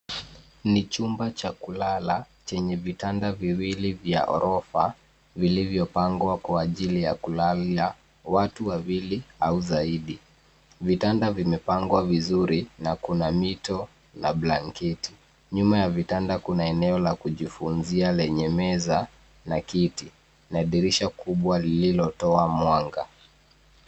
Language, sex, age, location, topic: Swahili, male, 25-35, Nairobi, education